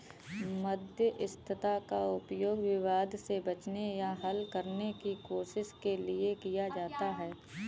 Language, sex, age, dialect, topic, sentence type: Hindi, female, 18-24, Kanauji Braj Bhasha, banking, statement